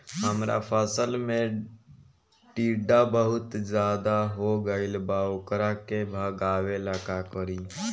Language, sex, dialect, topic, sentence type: Bhojpuri, male, Southern / Standard, agriculture, question